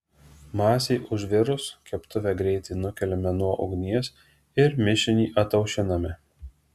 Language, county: Lithuanian, Alytus